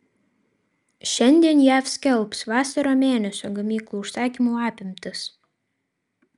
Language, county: Lithuanian, Vilnius